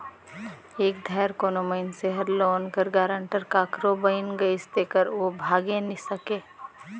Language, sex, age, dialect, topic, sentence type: Chhattisgarhi, female, 25-30, Northern/Bhandar, banking, statement